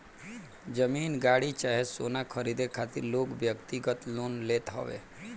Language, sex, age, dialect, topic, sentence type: Bhojpuri, male, 18-24, Northern, banking, statement